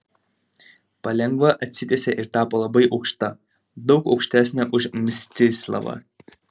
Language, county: Lithuanian, Utena